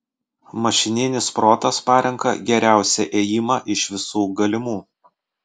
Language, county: Lithuanian, Vilnius